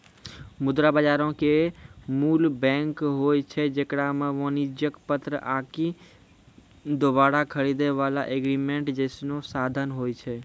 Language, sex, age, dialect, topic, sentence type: Maithili, male, 51-55, Angika, banking, statement